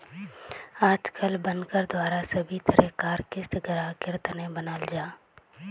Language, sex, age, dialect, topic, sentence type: Magahi, female, 18-24, Northeastern/Surjapuri, banking, statement